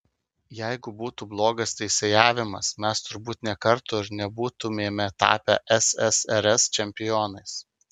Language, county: Lithuanian, Kaunas